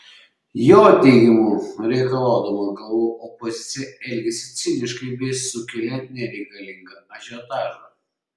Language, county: Lithuanian, Šiauliai